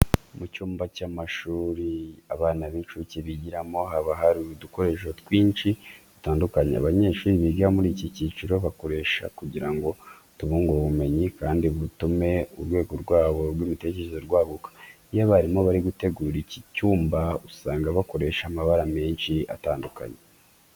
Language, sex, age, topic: Kinyarwanda, male, 25-35, education